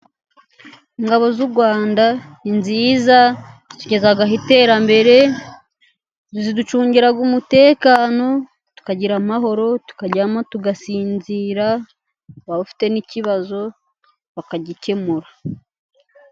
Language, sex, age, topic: Kinyarwanda, female, 25-35, government